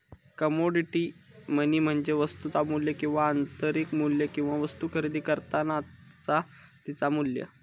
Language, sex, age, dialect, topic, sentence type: Marathi, male, 25-30, Southern Konkan, banking, statement